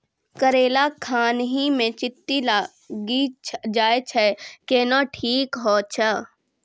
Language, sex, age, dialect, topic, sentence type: Maithili, female, 36-40, Angika, agriculture, question